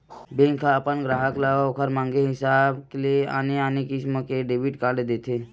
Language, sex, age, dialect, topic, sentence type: Chhattisgarhi, male, 60-100, Western/Budati/Khatahi, banking, statement